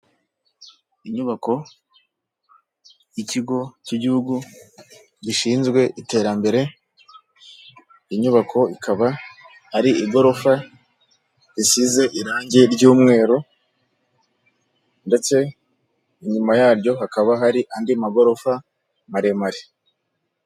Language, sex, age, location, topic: Kinyarwanda, male, 18-24, Kigali, government